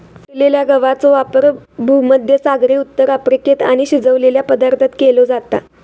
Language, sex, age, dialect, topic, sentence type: Marathi, female, 18-24, Southern Konkan, agriculture, statement